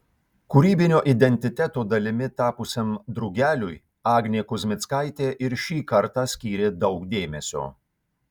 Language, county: Lithuanian, Kaunas